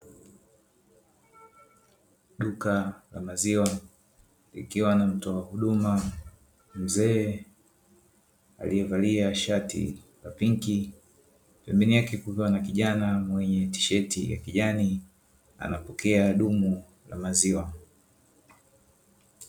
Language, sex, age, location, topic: Swahili, male, 25-35, Dar es Salaam, finance